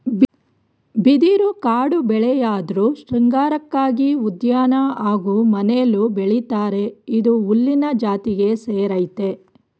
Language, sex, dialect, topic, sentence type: Kannada, female, Mysore Kannada, agriculture, statement